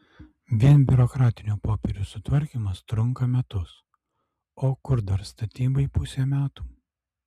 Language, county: Lithuanian, Alytus